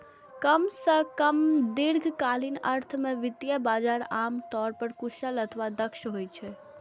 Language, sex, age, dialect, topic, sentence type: Maithili, female, 18-24, Eastern / Thethi, banking, statement